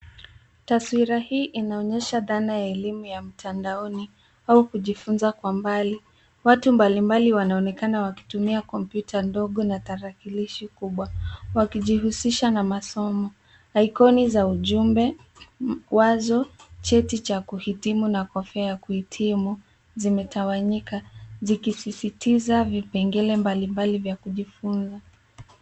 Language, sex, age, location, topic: Swahili, female, 36-49, Nairobi, education